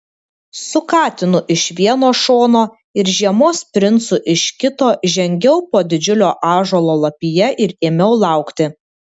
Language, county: Lithuanian, Vilnius